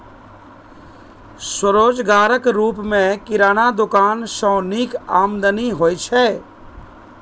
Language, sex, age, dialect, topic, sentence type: Maithili, male, 31-35, Eastern / Thethi, agriculture, statement